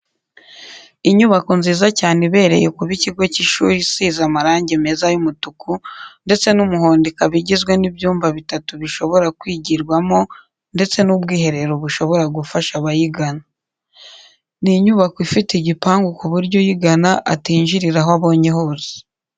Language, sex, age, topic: Kinyarwanda, female, 18-24, education